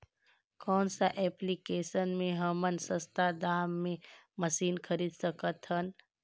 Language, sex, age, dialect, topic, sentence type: Chhattisgarhi, female, 25-30, Northern/Bhandar, agriculture, question